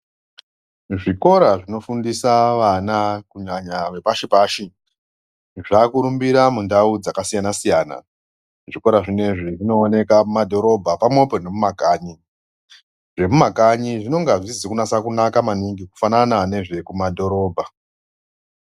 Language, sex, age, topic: Ndau, female, 25-35, education